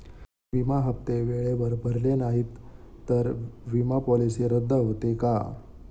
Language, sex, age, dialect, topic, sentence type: Marathi, male, 25-30, Standard Marathi, banking, question